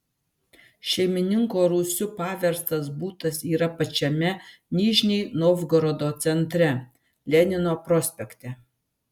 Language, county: Lithuanian, Vilnius